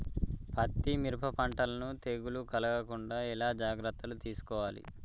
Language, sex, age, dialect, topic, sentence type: Telugu, male, 18-24, Telangana, agriculture, question